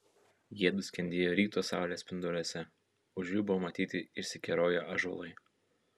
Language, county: Lithuanian, Kaunas